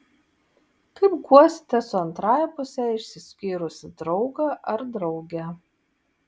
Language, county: Lithuanian, Vilnius